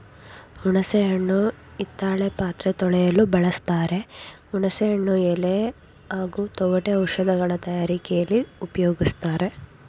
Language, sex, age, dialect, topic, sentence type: Kannada, female, 51-55, Mysore Kannada, agriculture, statement